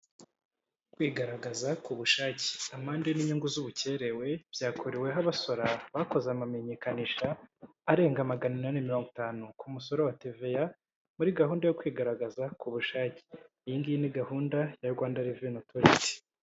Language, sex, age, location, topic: Kinyarwanda, male, 25-35, Kigali, government